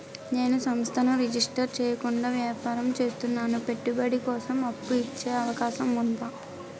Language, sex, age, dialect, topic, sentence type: Telugu, female, 18-24, Utterandhra, banking, question